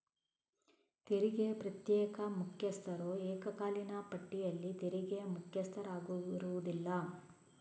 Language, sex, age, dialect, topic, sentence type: Kannada, female, 18-24, Coastal/Dakshin, banking, statement